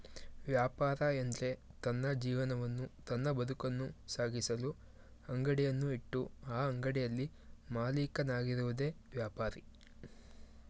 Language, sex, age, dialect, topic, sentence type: Kannada, male, 18-24, Mysore Kannada, banking, statement